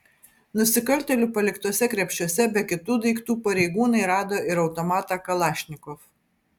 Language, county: Lithuanian, Vilnius